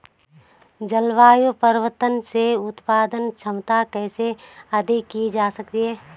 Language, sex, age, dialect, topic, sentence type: Hindi, female, 31-35, Garhwali, agriculture, question